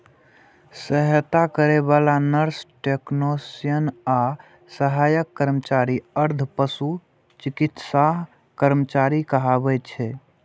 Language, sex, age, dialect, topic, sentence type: Maithili, male, 18-24, Eastern / Thethi, agriculture, statement